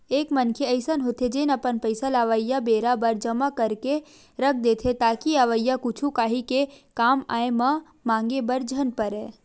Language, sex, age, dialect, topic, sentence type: Chhattisgarhi, female, 18-24, Western/Budati/Khatahi, banking, statement